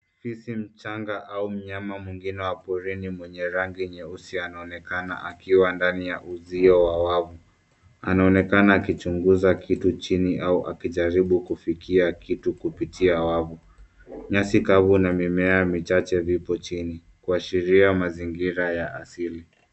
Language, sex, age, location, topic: Swahili, male, 18-24, Nairobi, government